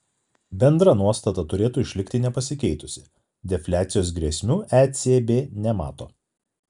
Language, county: Lithuanian, Kaunas